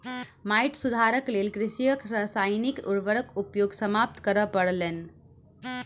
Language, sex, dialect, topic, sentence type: Maithili, female, Southern/Standard, agriculture, statement